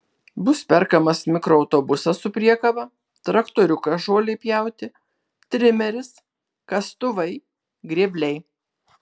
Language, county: Lithuanian, Kaunas